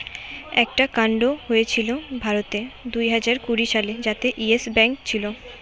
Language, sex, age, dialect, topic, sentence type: Bengali, female, 18-24, Western, banking, statement